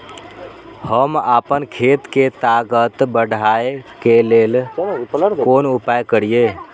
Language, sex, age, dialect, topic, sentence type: Maithili, male, 18-24, Eastern / Thethi, agriculture, question